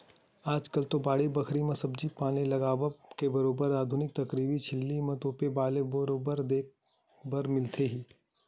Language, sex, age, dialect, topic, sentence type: Chhattisgarhi, male, 18-24, Western/Budati/Khatahi, agriculture, statement